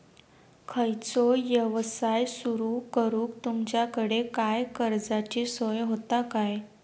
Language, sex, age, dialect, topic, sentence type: Marathi, female, 18-24, Southern Konkan, banking, question